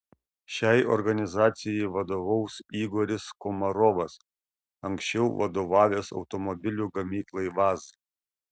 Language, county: Lithuanian, Šiauliai